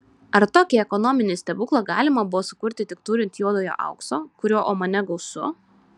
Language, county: Lithuanian, Šiauliai